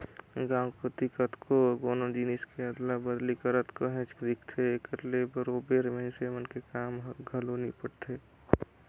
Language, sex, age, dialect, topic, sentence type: Chhattisgarhi, male, 18-24, Northern/Bhandar, banking, statement